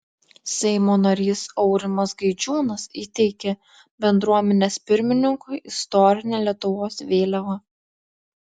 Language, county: Lithuanian, Klaipėda